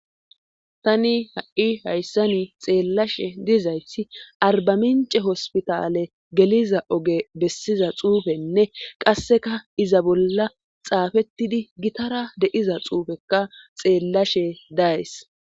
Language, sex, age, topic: Gamo, female, 25-35, government